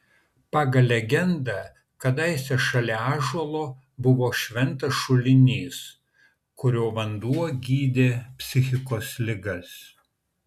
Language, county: Lithuanian, Kaunas